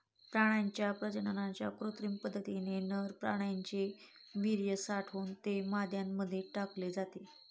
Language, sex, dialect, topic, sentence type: Marathi, female, Standard Marathi, agriculture, statement